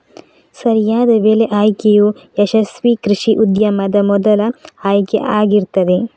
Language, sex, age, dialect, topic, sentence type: Kannada, female, 36-40, Coastal/Dakshin, agriculture, statement